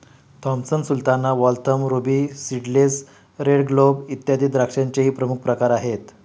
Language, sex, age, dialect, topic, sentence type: Marathi, male, 56-60, Standard Marathi, agriculture, statement